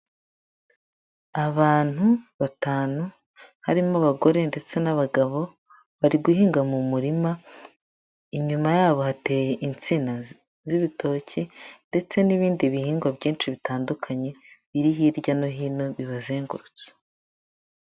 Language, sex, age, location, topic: Kinyarwanda, female, 25-35, Huye, agriculture